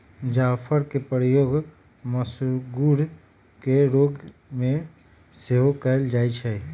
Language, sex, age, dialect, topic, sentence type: Magahi, male, 18-24, Western, agriculture, statement